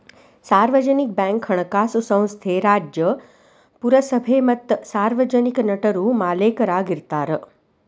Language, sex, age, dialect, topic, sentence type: Kannada, female, 36-40, Dharwad Kannada, banking, statement